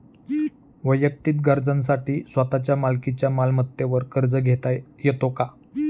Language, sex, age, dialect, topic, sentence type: Marathi, male, 31-35, Standard Marathi, banking, question